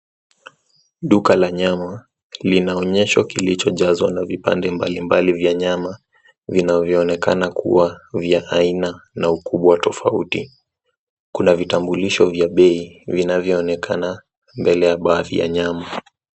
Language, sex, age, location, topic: Swahili, male, 18-24, Nairobi, finance